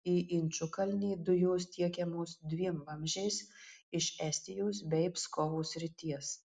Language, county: Lithuanian, Marijampolė